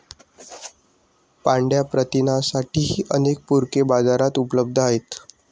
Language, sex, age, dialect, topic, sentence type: Marathi, male, 60-100, Standard Marathi, agriculture, statement